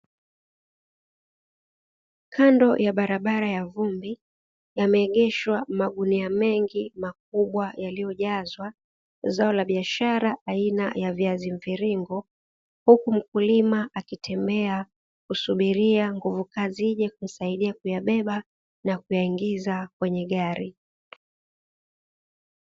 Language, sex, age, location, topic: Swahili, female, 25-35, Dar es Salaam, agriculture